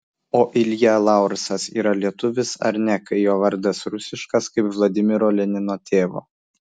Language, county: Lithuanian, Vilnius